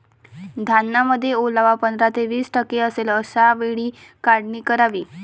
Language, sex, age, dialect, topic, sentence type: Marathi, female, 18-24, Varhadi, agriculture, statement